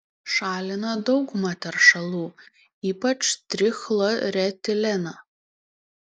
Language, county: Lithuanian, Panevėžys